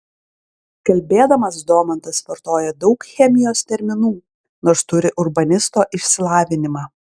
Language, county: Lithuanian, Klaipėda